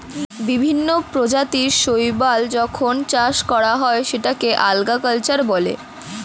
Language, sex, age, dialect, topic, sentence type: Bengali, female, <18, Standard Colloquial, agriculture, statement